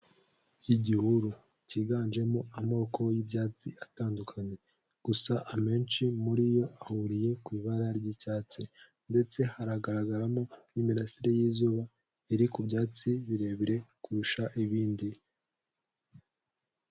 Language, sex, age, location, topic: Kinyarwanda, male, 18-24, Kigali, health